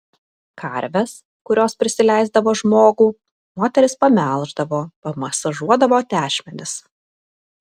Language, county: Lithuanian, Kaunas